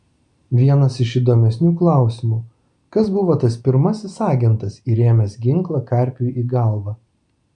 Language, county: Lithuanian, Vilnius